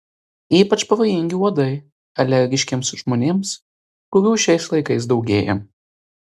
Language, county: Lithuanian, Telšiai